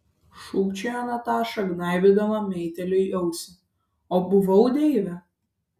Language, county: Lithuanian, Vilnius